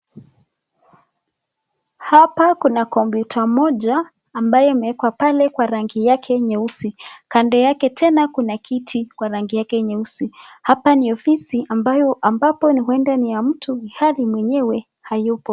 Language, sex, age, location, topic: Swahili, female, 25-35, Nakuru, education